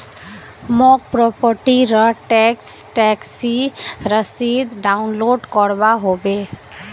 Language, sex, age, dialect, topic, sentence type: Magahi, female, 18-24, Northeastern/Surjapuri, banking, statement